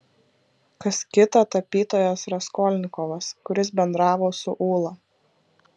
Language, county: Lithuanian, Kaunas